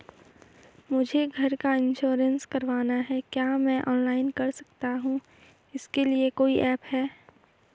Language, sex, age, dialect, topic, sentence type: Hindi, female, 18-24, Garhwali, banking, question